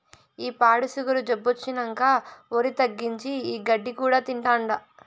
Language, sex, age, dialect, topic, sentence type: Telugu, female, 25-30, Southern, agriculture, statement